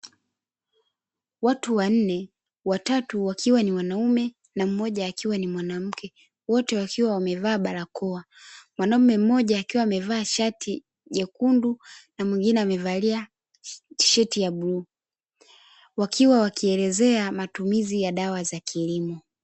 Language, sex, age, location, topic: Swahili, female, 25-35, Dar es Salaam, agriculture